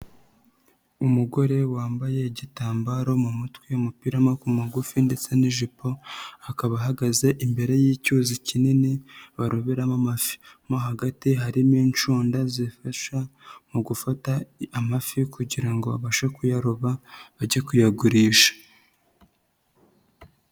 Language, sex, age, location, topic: Kinyarwanda, female, 25-35, Nyagatare, agriculture